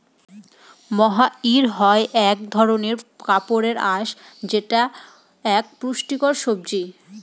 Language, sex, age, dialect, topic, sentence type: Bengali, female, 18-24, Northern/Varendri, agriculture, statement